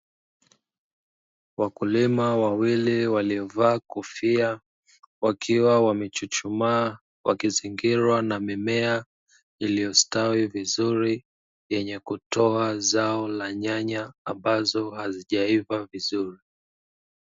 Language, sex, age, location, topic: Swahili, male, 25-35, Dar es Salaam, agriculture